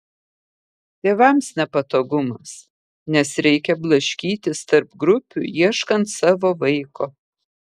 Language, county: Lithuanian, Kaunas